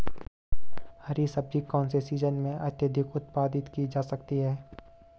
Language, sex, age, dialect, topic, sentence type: Hindi, male, 18-24, Garhwali, agriculture, question